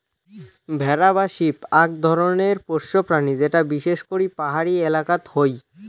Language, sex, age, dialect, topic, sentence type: Bengali, male, <18, Rajbangshi, agriculture, statement